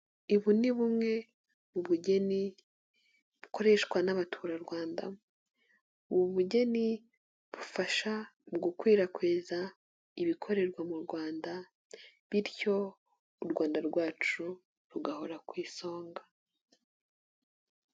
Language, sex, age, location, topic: Kinyarwanda, female, 18-24, Nyagatare, education